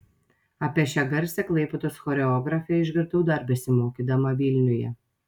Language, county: Lithuanian, Telšiai